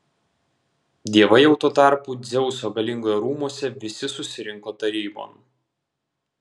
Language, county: Lithuanian, Vilnius